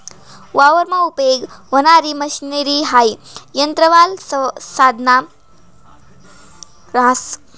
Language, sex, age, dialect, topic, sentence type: Marathi, male, 18-24, Northern Konkan, agriculture, statement